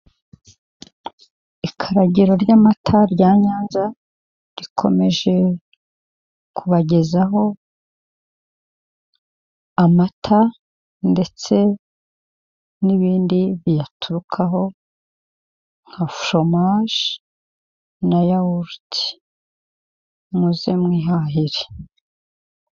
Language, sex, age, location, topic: Kinyarwanda, female, 50+, Kigali, finance